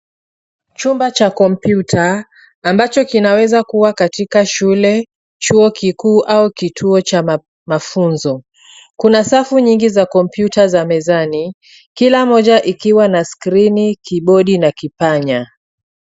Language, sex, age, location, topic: Swahili, female, 36-49, Nairobi, education